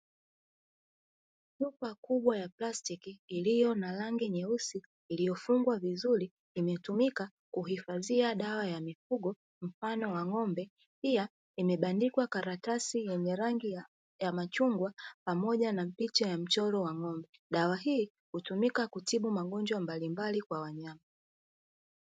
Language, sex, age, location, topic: Swahili, female, 36-49, Dar es Salaam, agriculture